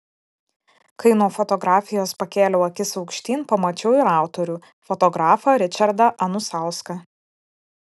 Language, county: Lithuanian, Vilnius